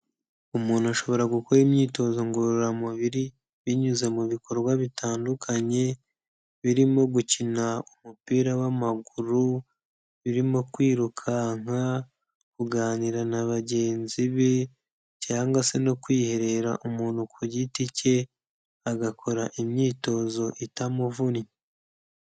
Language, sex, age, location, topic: Kinyarwanda, male, 18-24, Kigali, health